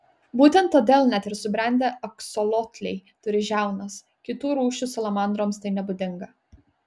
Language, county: Lithuanian, Kaunas